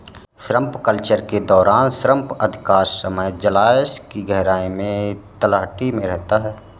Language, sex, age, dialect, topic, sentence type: Hindi, male, 31-35, Awadhi Bundeli, agriculture, statement